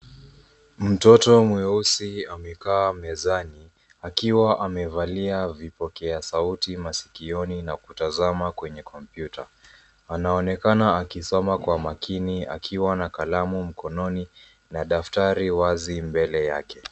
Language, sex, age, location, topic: Swahili, female, 18-24, Nairobi, education